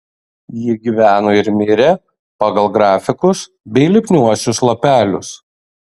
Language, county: Lithuanian, Kaunas